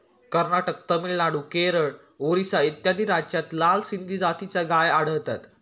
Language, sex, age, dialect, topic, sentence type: Marathi, male, 18-24, Standard Marathi, agriculture, statement